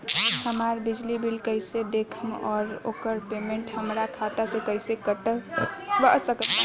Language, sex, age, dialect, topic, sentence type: Bhojpuri, female, 18-24, Southern / Standard, banking, question